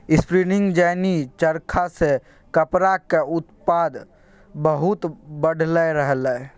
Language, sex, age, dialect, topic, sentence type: Maithili, male, 36-40, Bajjika, agriculture, statement